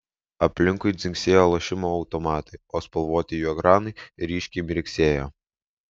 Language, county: Lithuanian, Vilnius